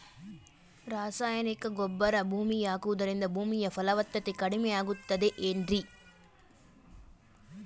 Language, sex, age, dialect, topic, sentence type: Kannada, female, 18-24, Central, agriculture, question